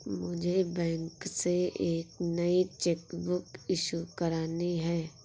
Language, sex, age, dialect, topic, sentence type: Hindi, female, 46-50, Awadhi Bundeli, banking, statement